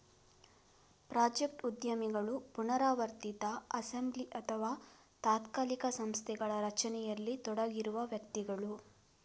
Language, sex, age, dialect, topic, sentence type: Kannada, female, 25-30, Coastal/Dakshin, banking, statement